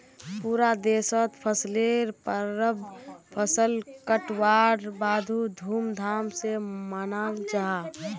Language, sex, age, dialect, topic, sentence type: Magahi, female, 18-24, Northeastern/Surjapuri, agriculture, statement